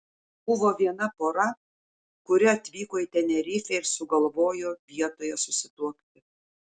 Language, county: Lithuanian, Šiauliai